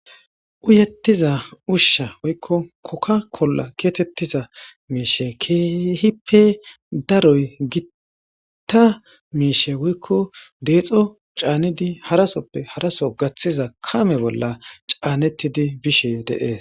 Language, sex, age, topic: Gamo, female, 25-35, government